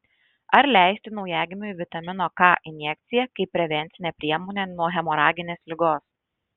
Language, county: Lithuanian, Šiauliai